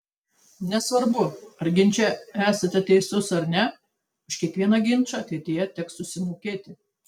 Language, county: Lithuanian, Tauragė